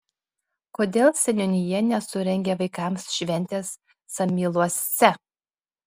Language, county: Lithuanian, Klaipėda